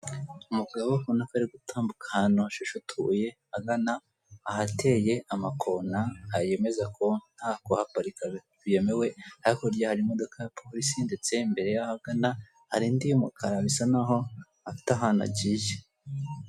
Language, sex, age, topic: Kinyarwanda, female, 18-24, government